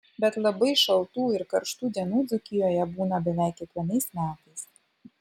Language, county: Lithuanian, Vilnius